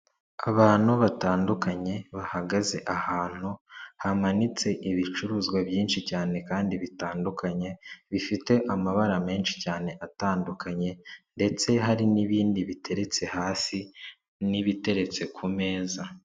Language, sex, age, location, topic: Kinyarwanda, male, 36-49, Kigali, finance